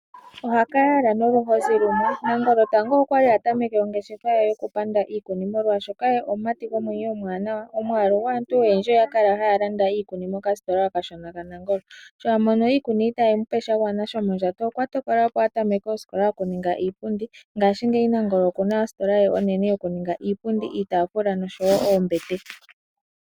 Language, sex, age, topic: Oshiwambo, female, 18-24, finance